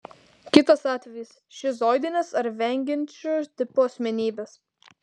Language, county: Lithuanian, Vilnius